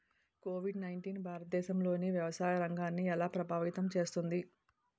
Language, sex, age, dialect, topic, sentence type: Telugu, female, 36-40, Utterandhra, agriculture, question